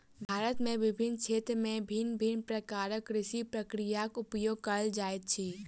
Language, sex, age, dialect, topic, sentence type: Maithili, female, 18-24, Southern/Standard, agriculture, statement